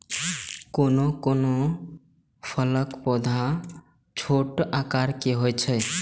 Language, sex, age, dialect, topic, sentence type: Maithili, male, 18-24, Eastern / Thethi, agriculture, statement